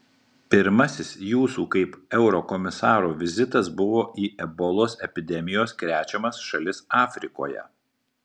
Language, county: Lithuanian, Marijampolė